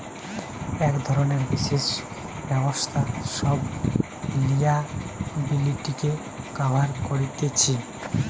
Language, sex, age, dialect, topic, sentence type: Bengali, male, 18-24, Western, banking, statement